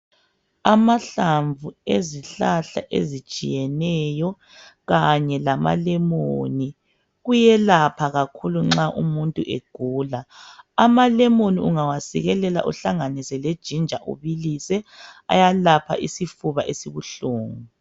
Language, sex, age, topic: North Ndebele, male, 36-49, health